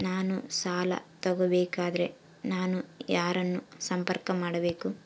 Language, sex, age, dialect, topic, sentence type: Kannada, female, 18-24, Central, banking, question